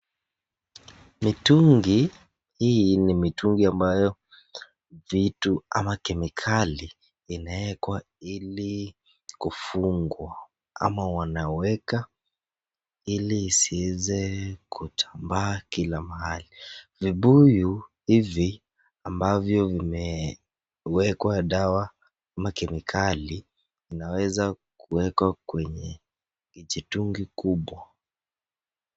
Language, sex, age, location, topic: Swahili, male, 18-24, Nakuru, health